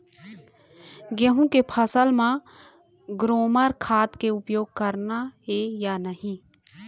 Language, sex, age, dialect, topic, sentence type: Chhattisgarhi, female, 18-24, Eastern, agriculture, question